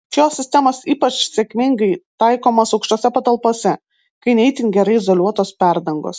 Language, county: Lithuanian, Vilnius